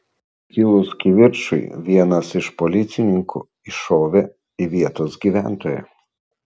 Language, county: Lithuanian, Vilnius